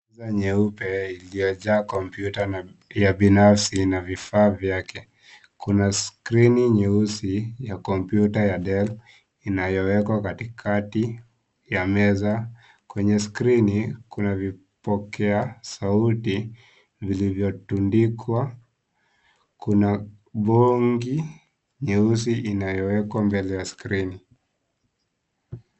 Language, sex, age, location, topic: Swahili, female, 25-35, Kisii, education